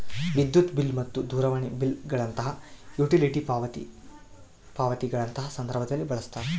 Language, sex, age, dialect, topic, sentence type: Kannada, male, 31-35, Central, banking, statement